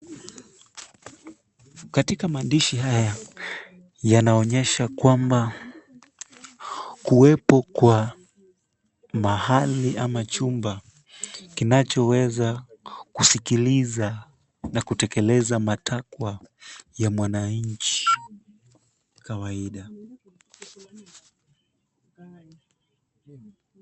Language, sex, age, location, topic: Swahili, male, 18-24, Kisumu, government